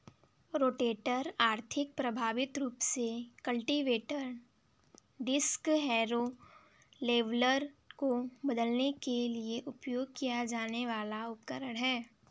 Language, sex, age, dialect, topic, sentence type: Hindi, female, 18-24, Kanauji Braj Bhasha, agriculture, statement